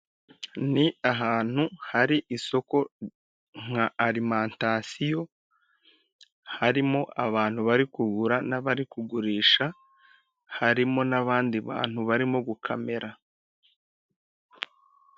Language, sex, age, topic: Kinyarwanda, male, 18-24, finance